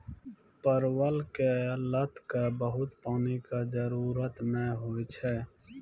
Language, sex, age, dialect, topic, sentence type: Maithili, male, 25-30, Angika, agriculture, statement